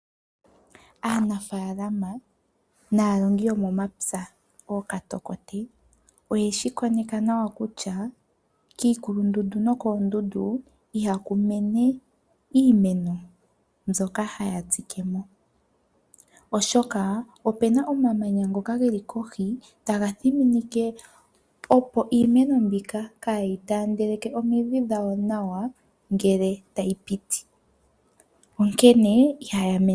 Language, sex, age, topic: Oshiwambo, female, 18-24, agriculture